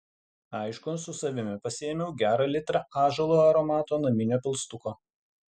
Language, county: Lithuanian, Utena